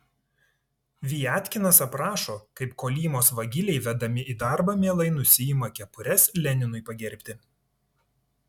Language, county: Lithuanian, Tauragė